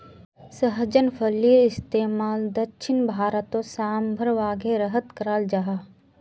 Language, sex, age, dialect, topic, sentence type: Magahi, female, 18-24, Northeastern/Surjapuri, agriculture, statement